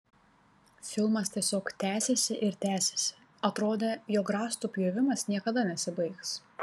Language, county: Lithuanian, Panevėžys